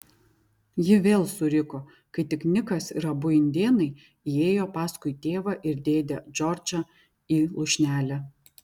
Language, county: Lithuanian, Vilnius